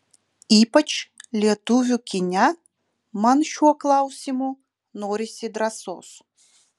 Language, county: Lithuanian, Utena